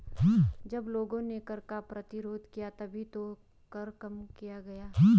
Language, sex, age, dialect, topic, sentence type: Hindi, female, 25-30, Garhwali, banking, statement